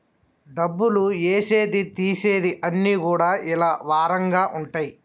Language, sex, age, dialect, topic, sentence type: Telugu, male, 31-35, Telangana, banking, statement